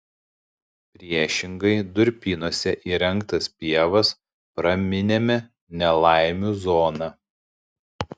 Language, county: Lithuanian, Panevėžys